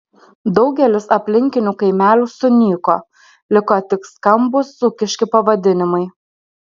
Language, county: Lithuanian, Alytus